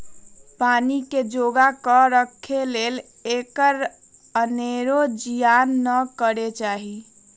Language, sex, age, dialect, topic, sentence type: Magahi, female, 36-40, Western, agriculture, statement